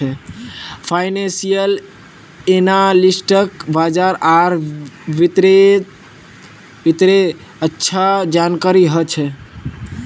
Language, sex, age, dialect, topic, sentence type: Magahi, male, 41-45, Northeastern/Surjapuri, banking, statement